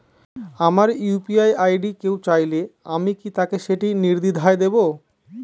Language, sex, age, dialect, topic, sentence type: Bengali, male, 25-30, Northern/Varendri, banking, question